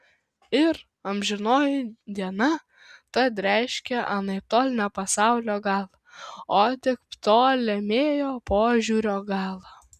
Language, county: Lithuanian, Kaunas